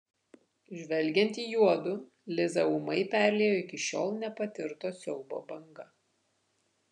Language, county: Lithuanian, Vilnius